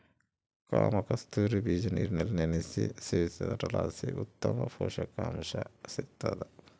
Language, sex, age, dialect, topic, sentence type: Kannada, male, 46-50, Central, agriculture, statement